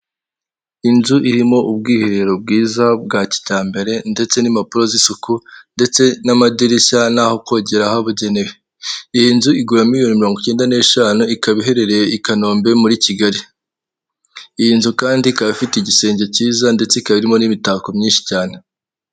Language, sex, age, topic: Kinyarwanda, male, 18-24, finance